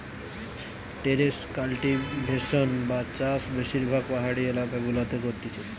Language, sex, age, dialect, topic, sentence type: Bengali, male, 18-24, Western, agriculture, statement